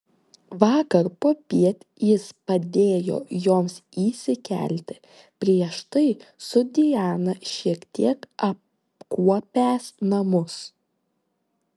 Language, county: Lithuanian, Klaipėda